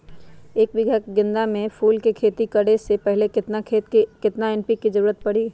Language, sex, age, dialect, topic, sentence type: Magahi, female, 31-35, Western, agriculture, question